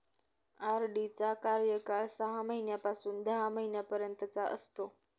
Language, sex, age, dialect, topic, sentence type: Marathi, female, 18-24, Northern Konkan, banking, statement